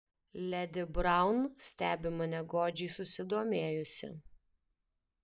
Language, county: Lithuanian, Alytus